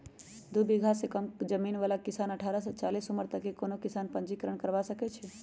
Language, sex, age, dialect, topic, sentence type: Magahi, male, 18-24, Western, agriculture, statement